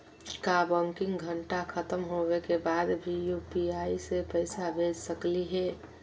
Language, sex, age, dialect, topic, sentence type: Magahi, female, 41-45, Southern, banking, question